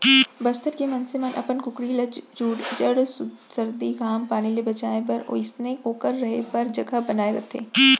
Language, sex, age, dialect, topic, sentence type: Chhattisgarhi, female, 25-30, Central, agriculture, statement